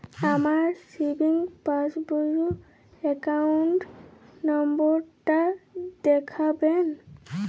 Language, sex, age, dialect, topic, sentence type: Bengali, female, <18, Jharkhandi, banking, question